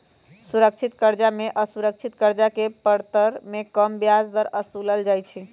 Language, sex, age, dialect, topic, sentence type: Magahi, male, 18-24, Western, banking, statement